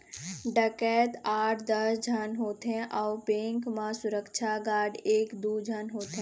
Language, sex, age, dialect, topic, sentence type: Chhattisgarhi, female, 25-30, Eastern, banking, statement